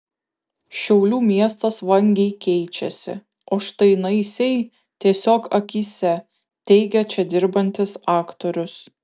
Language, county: Lithuanian, Kaunas